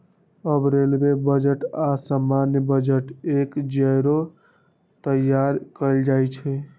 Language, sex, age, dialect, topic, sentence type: Magahi, male, 18-24, Western, banking, statement